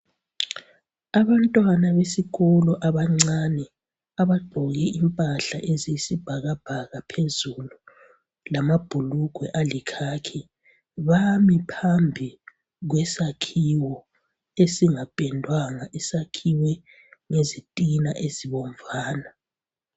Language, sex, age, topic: North Ndebele, female, 25-35, education